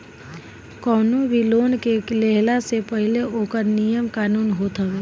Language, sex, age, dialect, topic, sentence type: Bhojpuri, female, 25-30, Northern, banking, statement